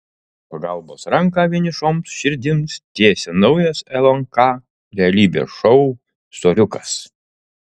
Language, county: Lithuanian, Utena